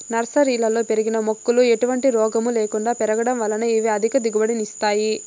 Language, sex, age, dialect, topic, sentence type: Telugu, female, 51-55, Southern, agriculture, statement